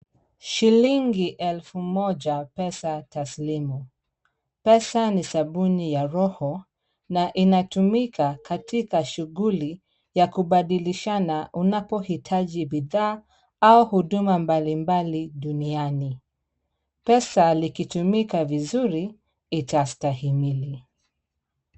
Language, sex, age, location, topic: Swahili, female, 36-49, Kisumu, finance